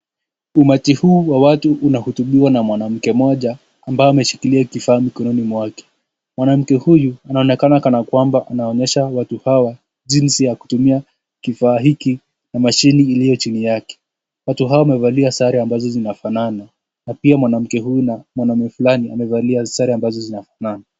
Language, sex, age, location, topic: Swahili, male, 18-24, Nakuru, agriculture